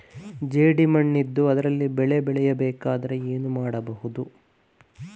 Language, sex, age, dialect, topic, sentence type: Kannada, male, 18-24, Coastal/Dakshin, agriculture, question